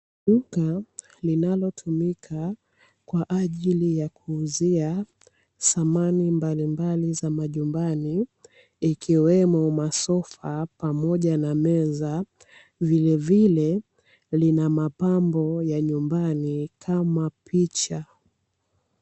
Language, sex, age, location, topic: Swahili, female, 18-24, Dar es Salaam, finance